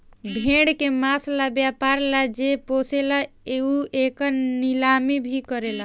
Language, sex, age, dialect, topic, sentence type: Bhojpuri, female, 18-24, Southern / Standard, agriculture, statement